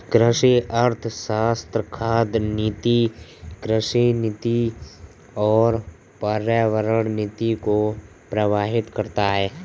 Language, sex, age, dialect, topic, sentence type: Hindi, male, 25-30, Marwari Dhudhari, agriculture, statement